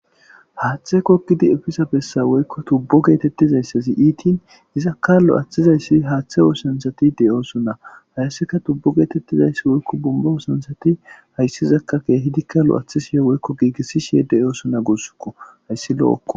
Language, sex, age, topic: Gamo, male, 25-35, government